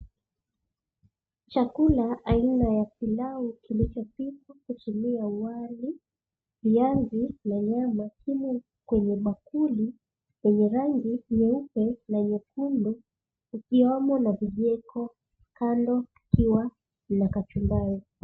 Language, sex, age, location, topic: Swahili, female, 25-35, Mombasa, agriculture